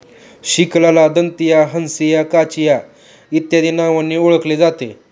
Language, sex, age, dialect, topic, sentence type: Marathi, male, 18-24, Standard Marathi, agriculture, statement